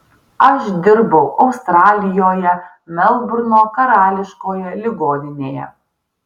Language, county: Lithuanian, Vilnius